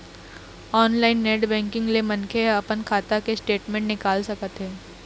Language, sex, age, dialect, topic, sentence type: Chhattisgarhi, female, 18-24, Eastern, banking, statement